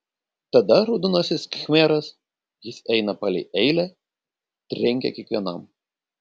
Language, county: Lithuanian, Panevėžys